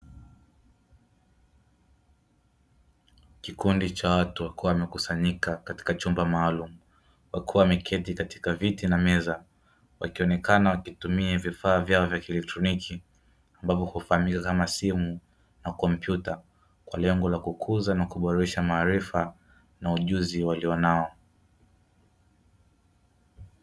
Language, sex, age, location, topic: Swahili, male, 25-35, Dar es Salaam, education